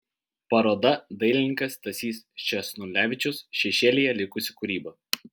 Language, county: Lithuanian, Vilnius